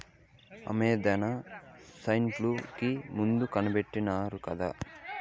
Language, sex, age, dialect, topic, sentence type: Telugu, male, 18-24, Southern, agriculture, statement